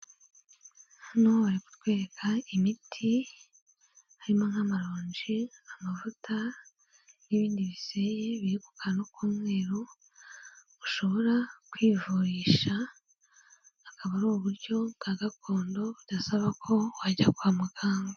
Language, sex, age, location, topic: Kinyarwanda, female, 18-24, Kigali, health